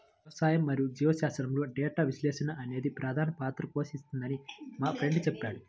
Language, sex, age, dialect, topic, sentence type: Telugu, male, 25-30, Central/Coastal, agriculture, statement